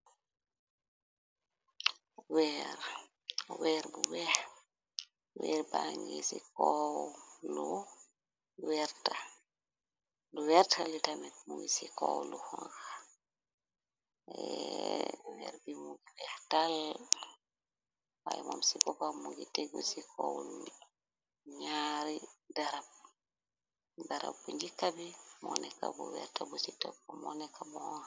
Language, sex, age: Wolof, female, 25-35